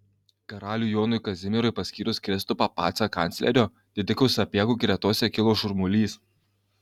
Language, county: Lithuanian, Kaunas